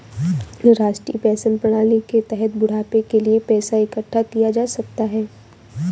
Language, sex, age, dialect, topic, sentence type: Hindi, female, 18-24, Awadhi Bundeli, banking, statement